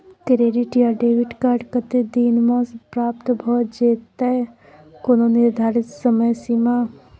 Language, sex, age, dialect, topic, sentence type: Maithili, female, 31-35, Bajjika, banking, question